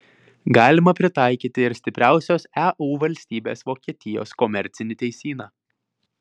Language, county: Lithuanian, Vilnius